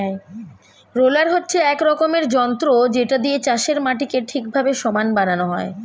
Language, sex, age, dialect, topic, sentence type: Bengali, male, 25-30, Standard Colloquial, agriculture, statement